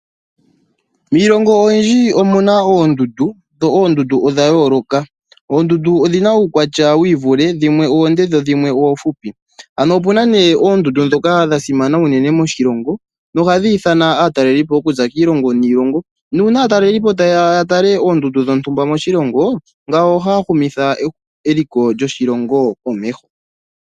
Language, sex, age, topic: Oshiwambo, male, 18-24, agriculture